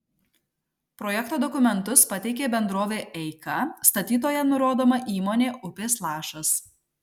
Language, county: Lithuanian, Marijampolė